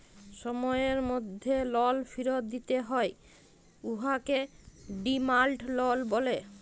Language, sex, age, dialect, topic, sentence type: Bengali, female, 25-30, Jharkhandi, banking, statement